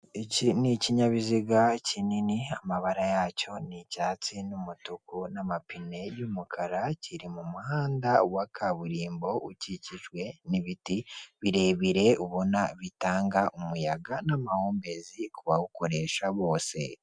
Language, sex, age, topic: Kinyarwanda, male, 18-24, government